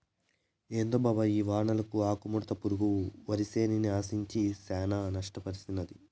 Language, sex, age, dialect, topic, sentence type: Telugu, male, 18-24, Southern, agriculture, statement